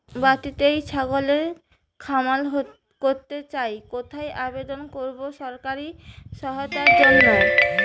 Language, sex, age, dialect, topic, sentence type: Bengali, female, 25-30, Rajbangshi, agriculture, question